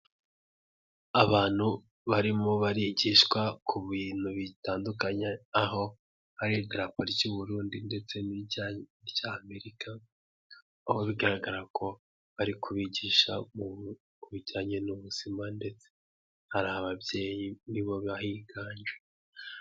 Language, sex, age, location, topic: Kinyarwanda, male, 18-24, Huye, health